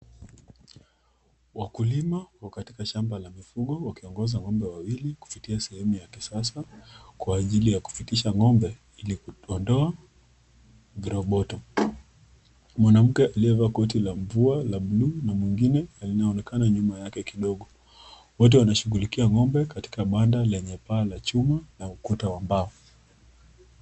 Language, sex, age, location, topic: Swahili, female, 25-35, Nakuru, agriculture